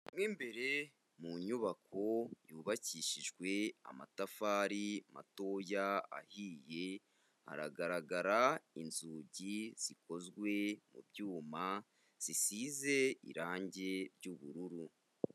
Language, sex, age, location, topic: Kinyarwanda, male, 25-35, Kigali, education